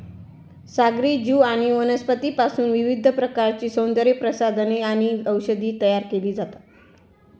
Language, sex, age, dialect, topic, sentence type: Marathi, female, 25-30, Standard Marathi, agriculture, statement